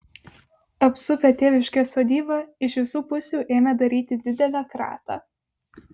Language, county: Lithuanian, Vilnius